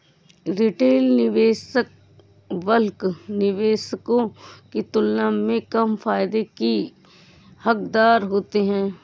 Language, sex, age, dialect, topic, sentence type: Hindi, female, 31-35, Awadhi Bundeli, banking, statement